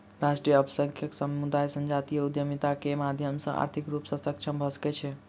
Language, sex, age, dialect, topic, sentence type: Maithili, male, 18-24, Southern/Standard, banking, statement